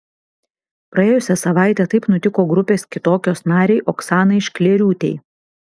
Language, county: Lithuanian, Vilnius